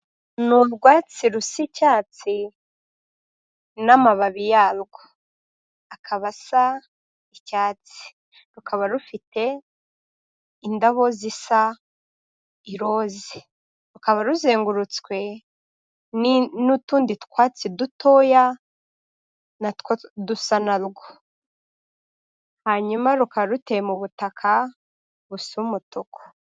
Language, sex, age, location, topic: Kinyarwanda, female, 25-35, Kigali, health